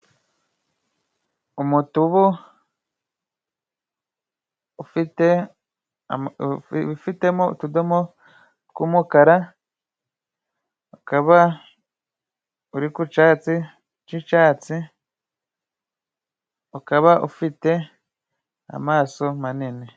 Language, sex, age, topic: Kinyarwanda, male, 25-35, agriculture